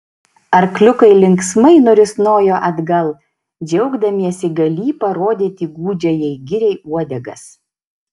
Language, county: Lithuanian, Šiauliai